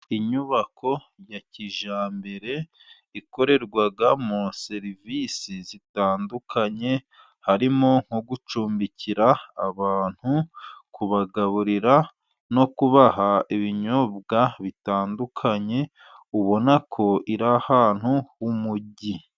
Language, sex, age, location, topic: Kinyarwanda, male, 25-35, Musanze, finance